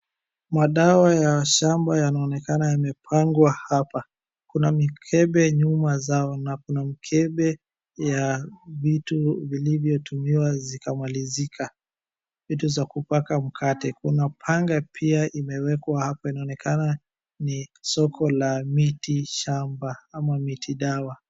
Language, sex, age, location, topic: Swahili, female, 36-49, Wajir, health